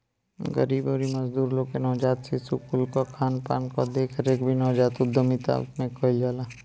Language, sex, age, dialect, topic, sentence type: Bhojpuri, male, 25-30, Northern, banking, statement